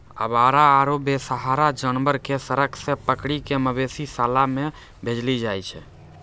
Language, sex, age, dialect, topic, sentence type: Maithili, male, 18-24, Angika, agriculture, statement